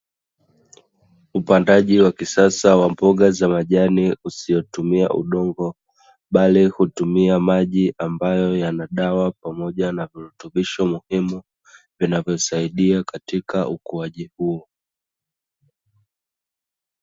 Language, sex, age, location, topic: Swahili, male, 25-35, Dar es Salaam, agriculture